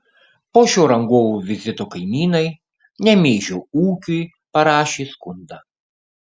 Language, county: Lithuanian, Kaunas